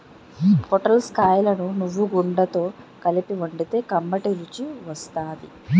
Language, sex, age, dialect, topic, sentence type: Telugu, female, 18-24, Utterandhra, agriculture, statement